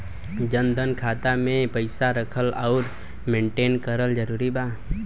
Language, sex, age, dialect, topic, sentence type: Bhojpuri, male, 18-24, Southern / Standard, banking, question